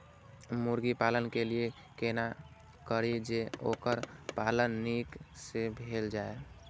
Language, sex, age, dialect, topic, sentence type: Maithili, male, 18-24, Eastern / Thethi, agriculture, question